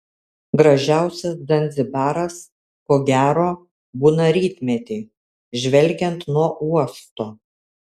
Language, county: Lithuanian, Kaunas